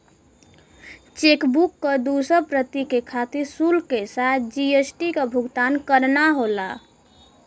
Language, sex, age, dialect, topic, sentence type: Bhojpuri, female, 18-24, Western, banking, statement